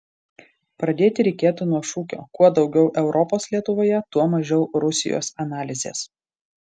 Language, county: Lithuanian, Marijampolė